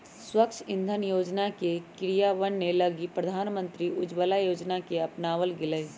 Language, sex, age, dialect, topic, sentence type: Magahi, female, 25-30, Western, agriculture, statement